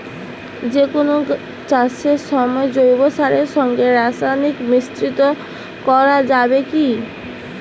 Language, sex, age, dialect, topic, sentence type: Bengali, female, 25-30, Rajbangshi, agriculture, question